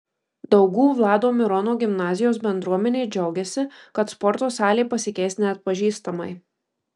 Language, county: Lithuanian, Marijampolė